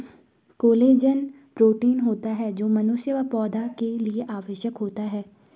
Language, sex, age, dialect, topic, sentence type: Hindi, female, 18-24, Garhwali, agriculture, statement